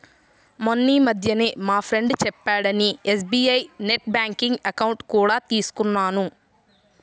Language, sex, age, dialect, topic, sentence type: Telugu, female, 31-35, Central/Coastal, banking, statement